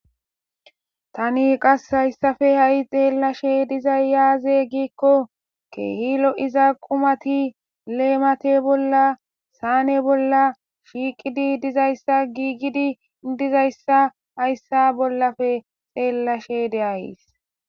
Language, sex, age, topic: Gamo, female, 25-35, government